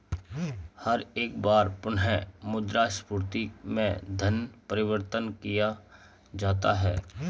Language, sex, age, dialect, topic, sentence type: Hindi, male, 36-40, Marwari Dhudhari, banking, statement